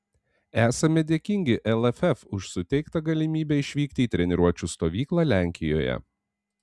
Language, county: Lithuanian, Panevėžys